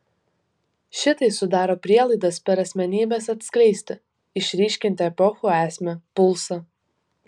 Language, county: Lithuanian, Vilnius